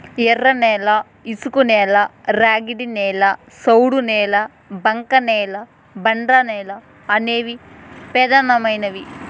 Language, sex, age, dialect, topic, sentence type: Telugu, female, 18-24, Southern, agriculture, statement